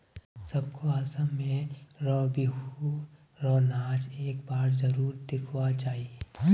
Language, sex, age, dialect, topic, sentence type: Magahi, male, 18-24, Northeastern/Surjapuri, agriculture, statement